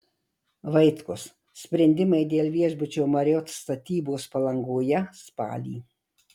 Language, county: Lithuanian, Marijampolė